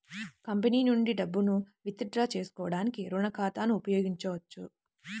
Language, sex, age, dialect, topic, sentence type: Telugu, female, 18-24, Central/Coastal, banking, statement